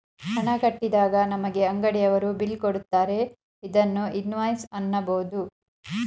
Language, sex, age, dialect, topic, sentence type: Kannada, female, 36-40, Mysore Kannada, banking, statement